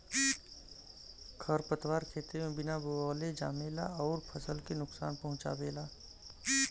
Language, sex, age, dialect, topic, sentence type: Bhojpuri, male, 31-35, Western, agriculture, statement